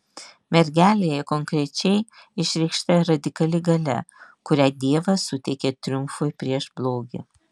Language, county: Lithuanian, Vilnius